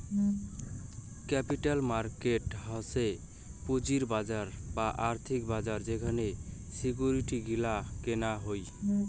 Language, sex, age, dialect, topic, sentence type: Bengali, male, 18-24, Rajbangshi, banking, statement